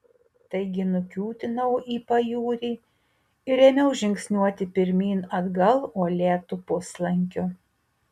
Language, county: Lithuanian, Utena